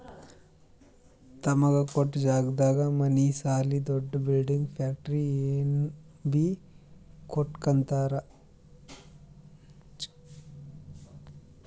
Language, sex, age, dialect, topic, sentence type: Kannada, male, 25-30, Northeastern, agriculture, statement